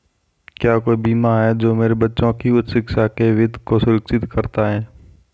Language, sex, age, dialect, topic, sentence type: Hindi, male, 46-50, Marwari Dhudhari, banking, question